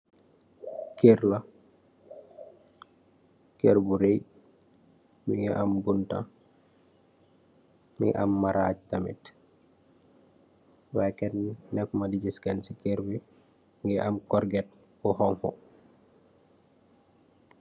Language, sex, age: Wolof, male, 18-24